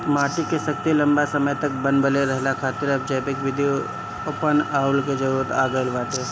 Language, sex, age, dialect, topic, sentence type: Bhojpuri, male, 25-30, Northern, agriculture, statement